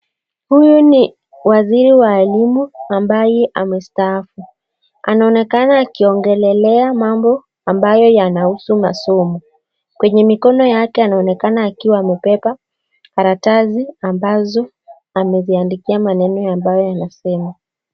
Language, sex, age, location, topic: Swahili, female, 25-35, Nakuru, education